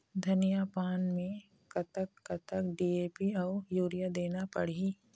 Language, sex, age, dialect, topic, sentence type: Chhattisgarhi, female, 25-30, Eastern, agriculture, question